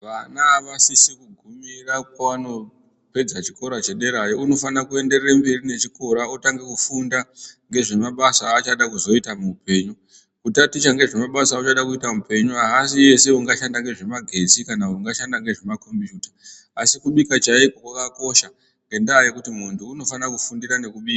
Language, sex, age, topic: Ndau, female, 36-49, education